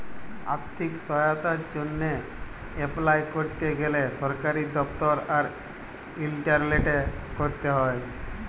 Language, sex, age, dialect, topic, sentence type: Bengali, male, 18-24, Jharkhandi, agriculture, statement